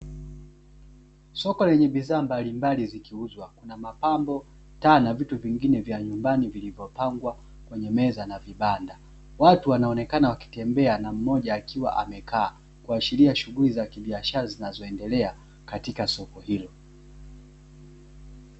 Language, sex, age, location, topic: Swahili, male, 18-24, Dar es Salaam, finance